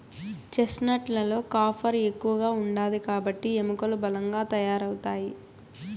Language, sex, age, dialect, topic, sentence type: Telugu, female, 18-24, Southern, agriculture, statement